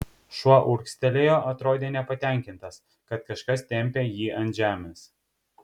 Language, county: Lithuanian, Kaunas